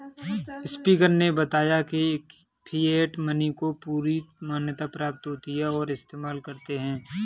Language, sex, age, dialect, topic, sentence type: Hindi, male, 18-24, Kanauji Braj Bhasha, banking, statement